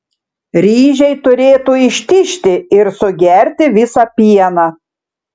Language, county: Lithuanian, Šiauliai